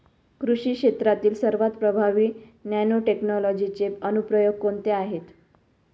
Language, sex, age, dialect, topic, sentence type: Marathi, female, 36-40, Standard Marathi, agriculture, question